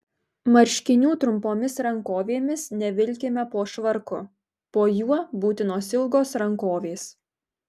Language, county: Lithuanian, Marijampolė